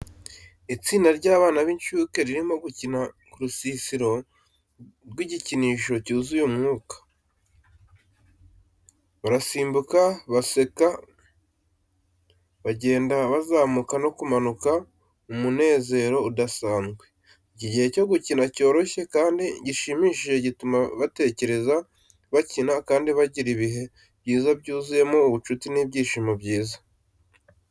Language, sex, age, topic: Kinyarwanda, male, 18-24, education